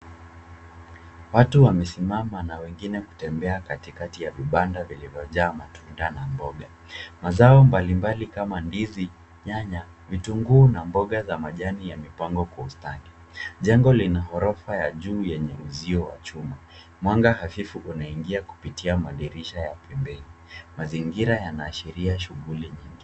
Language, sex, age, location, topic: Swahili, male, 25-35, Nairobi, finance